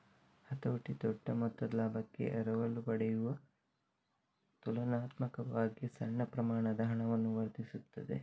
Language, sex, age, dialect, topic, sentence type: Kannada, male, 18-24, Coastal/Dakshin, banking, statement